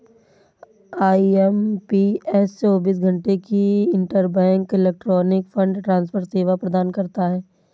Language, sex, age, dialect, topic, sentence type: Hindi, female, 18-24, Marwari Dhudhari, banking, statement